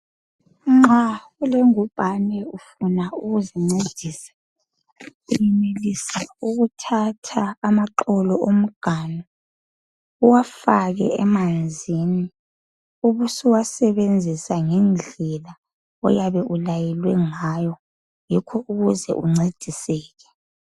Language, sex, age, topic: North Ndebele, female, 25-35, health